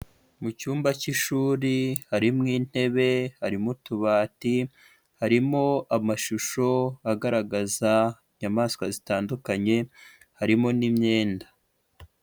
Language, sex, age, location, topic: Kinyarwanda, female, 25-35, Huye, education